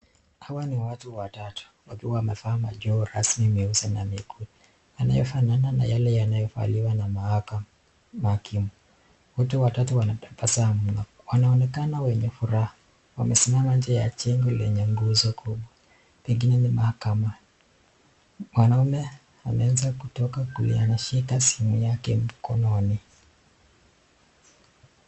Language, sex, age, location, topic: Swahili, male, 18-24, Nakuru, government